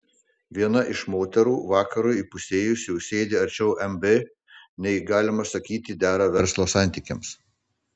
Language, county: Lithuanian, Panevėžys